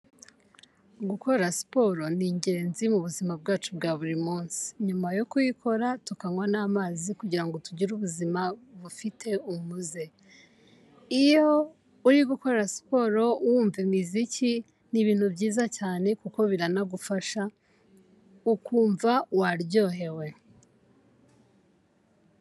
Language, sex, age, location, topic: Kinyarwanda, female, 18-24, Kigali, health